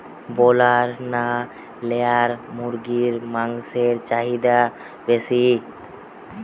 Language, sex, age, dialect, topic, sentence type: Bengali, male, 18-24, Western, agriculture, question